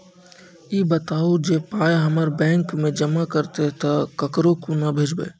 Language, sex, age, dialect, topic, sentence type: Maithili, male, 25-30, Angika, banking, question